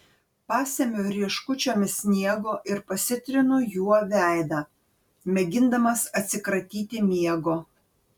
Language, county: Lithuanian, Panevėžys